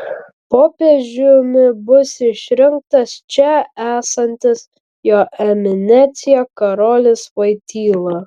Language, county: Lithuanian, Vilnius